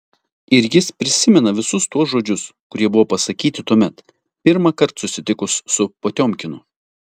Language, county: Lithuanian, Telšiai